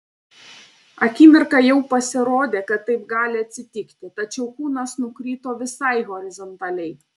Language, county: Lithuanian, Panevėžys